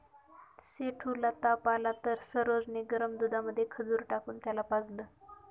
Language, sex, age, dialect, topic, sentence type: Marathi, female, 25-30, Northern Konkan, agriculture, statement